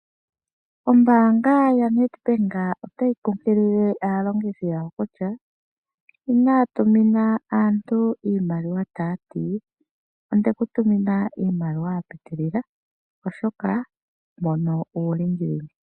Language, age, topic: Oshiwambo, 25-35, finance